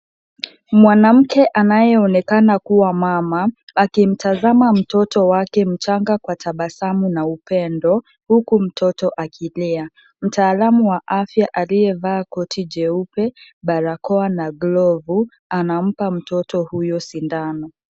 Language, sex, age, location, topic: Swahili, female, 18-24, Kisumu, health